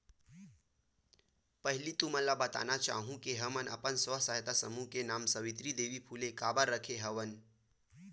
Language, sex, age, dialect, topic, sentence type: Chhattisgarhi, male, 18-24, Western/Budati/Khatahi, banking, statement